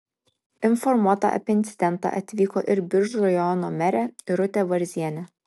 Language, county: Lithuanian, Kaunas